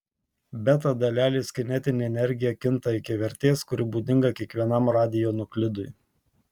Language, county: Lithuanian, Tauragė